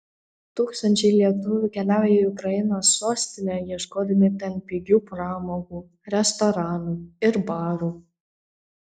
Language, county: Lithuanian, Panevėžys